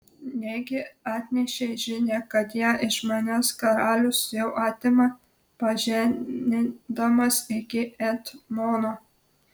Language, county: Lithuanian, Telšiai